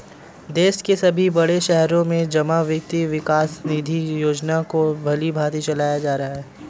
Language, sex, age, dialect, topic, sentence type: Hindi, male, 18-24, Marwari Dhudhari, banking, statement